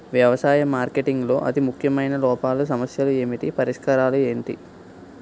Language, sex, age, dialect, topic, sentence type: Telugu, male, 18-24, Utterandhra, agriculture, question